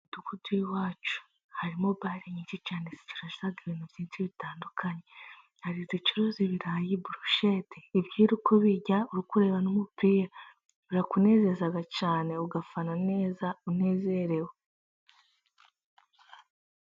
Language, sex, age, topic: Kinyarwanda, female, 18-24, finance